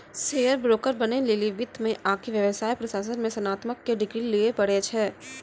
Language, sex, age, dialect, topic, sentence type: Maithili, female, 18-24, Angika, banking, statement